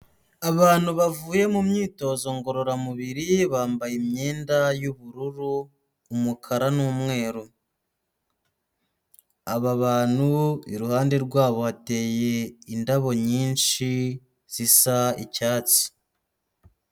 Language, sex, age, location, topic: Kinyarwanda, female, 36-49, Huye, health